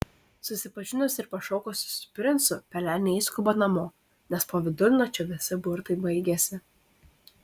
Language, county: Lithuanian, Marijampolė